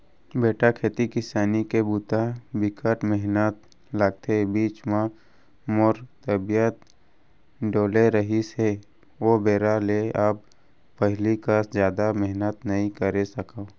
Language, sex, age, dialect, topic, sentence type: Chhattisgarhi, male, 25-30, Central, agriculture, statement